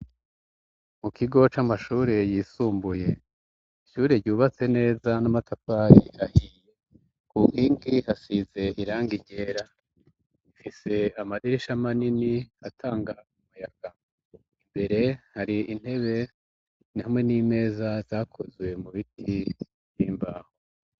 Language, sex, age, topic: Rundi, male, 36-49, education